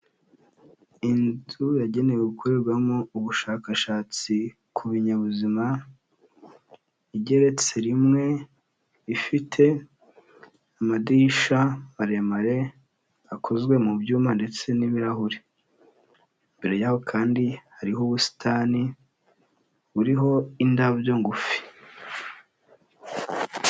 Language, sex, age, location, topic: Kinyarwanda, male, 18-24, Huye, health